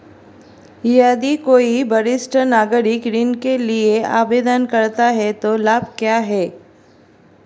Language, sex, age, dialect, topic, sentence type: Hindi, female, 36-40, Marwari Dhudhari, banking, question